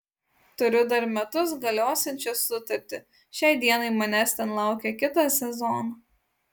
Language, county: Lithuanian, Utena